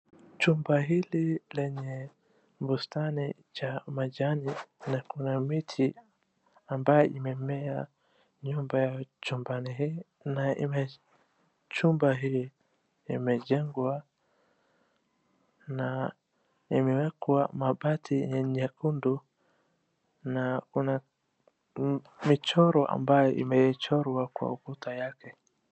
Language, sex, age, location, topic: Swahili, male, 25-35, Wajir, education